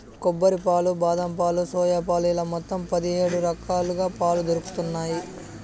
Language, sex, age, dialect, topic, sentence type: Telugu, male, 31-35, Southern, agriculture, statement